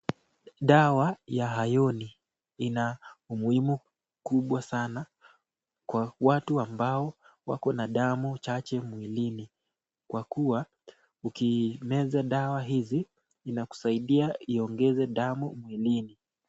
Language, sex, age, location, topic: Swahili, male, 25-35, Nakuru, health